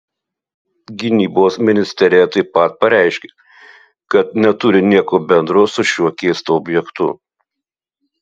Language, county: Lithuanian, Utena